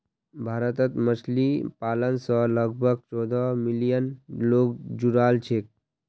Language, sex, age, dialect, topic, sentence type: Magahi, male, 41-45, Northeastern/Surjapuri, agriculture, statement